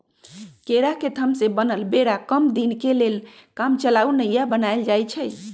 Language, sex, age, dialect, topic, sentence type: Magahi, female, 46-50, Western, agriculture, statement